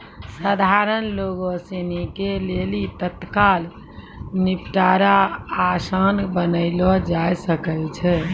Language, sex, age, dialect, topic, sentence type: Maithili, female, 18-24, Angika, banking, statement